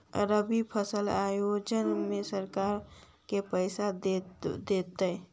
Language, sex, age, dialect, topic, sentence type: Magahi, female, 60-100, Central/Standard, banking, question